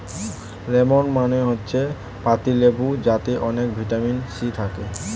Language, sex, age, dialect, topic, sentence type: Bengali, male, 18-24, Standard Colloquial, agriculture, statement